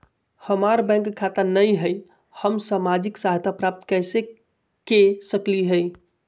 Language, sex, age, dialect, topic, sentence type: Magahi, male, 25-30, Southern, banking, question